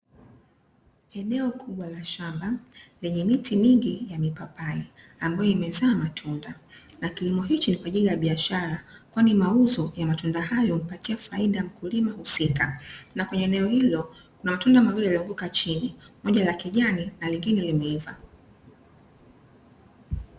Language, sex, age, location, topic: Swahili, female, 25-35, Dar es Salaam, agriculture